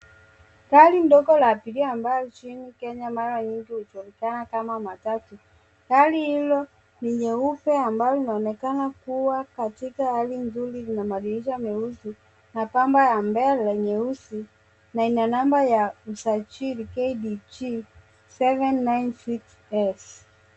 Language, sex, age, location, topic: Swahili, female, 25-35, Nairobi, finance